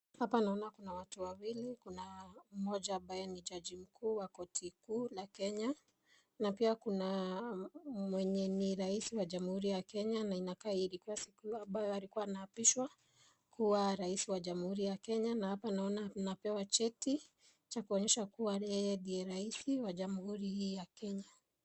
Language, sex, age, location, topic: Swahili, female, 25-35, Nakuru, government